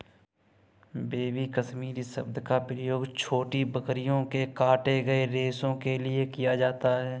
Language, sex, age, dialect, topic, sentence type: Hindi, male, 18-24, Kanauji Braj Bhasha, agriculture, statement